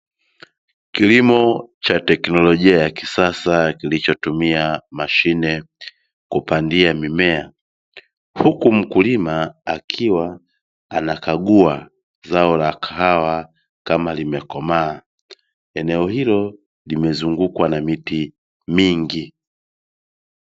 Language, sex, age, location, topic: Swahili, male, 36-49, Dar es Salaam, agriculture